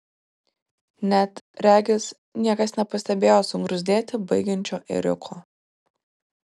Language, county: Lithuanian, Vilnius